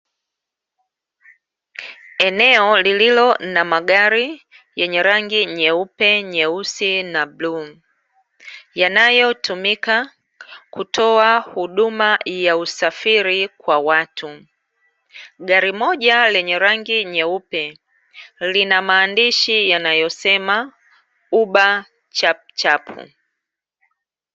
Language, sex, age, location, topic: Swahili, female, 36-49, Dar es Salaam, government